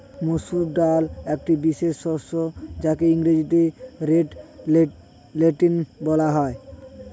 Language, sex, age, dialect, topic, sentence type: Bengali, male, 18-24, Standard Colloquial, agriculture, statement